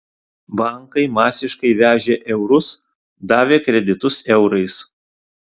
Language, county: Lithuanian, Alytus